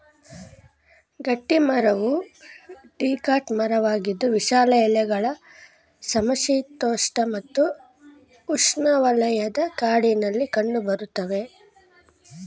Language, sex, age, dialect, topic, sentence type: Kannada, female, 25-30, Mysore Kannada, agriculture, statement